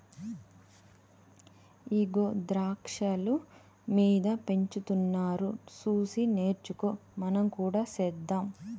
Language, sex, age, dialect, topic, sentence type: Telugu, female, 31-35, Telangana, agriculture, statement